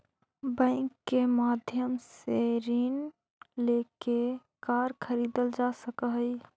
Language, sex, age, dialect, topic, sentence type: Magahi, female, 18-24, Central/Standard, banking, statement